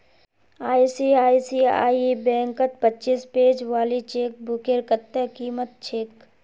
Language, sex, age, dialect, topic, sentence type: Magahi, male, 18-24, Northeastern/Surjapuri, banking, statement